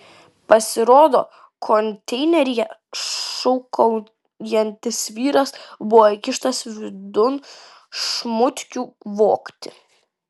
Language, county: Lithuanian, Vilnius